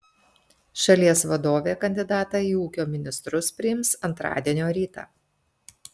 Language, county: Lithuanian, Telšiai